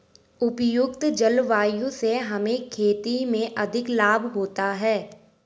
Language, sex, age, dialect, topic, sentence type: Hindi, female, 18-24, Garhwali, banking, statement